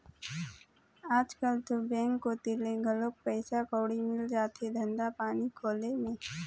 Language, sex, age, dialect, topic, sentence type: Chhattisgarhi, female, 18-24, Eastern, banking, statement